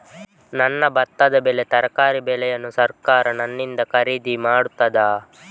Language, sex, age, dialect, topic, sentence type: Kannada, male, 25-30, Coastal/Dakshin, agriculture, question